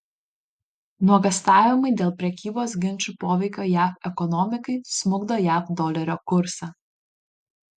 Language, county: Lithuanian, Panevėžys